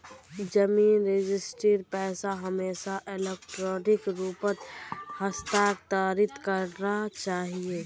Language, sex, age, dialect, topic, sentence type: Magahi, female, 18-24, Northeastern/Surjapuri, banking, statement